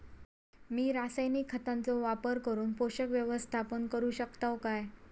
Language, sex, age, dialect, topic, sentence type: Marathi, female, 25-30, Southern Konkan, agriculture, question